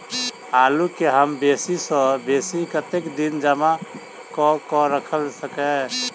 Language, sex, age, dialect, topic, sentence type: Maithili, male, 31-35, Southern/Standard, agriculture, question